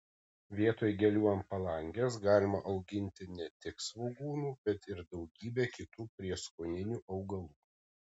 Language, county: Lithuanian, Kaunas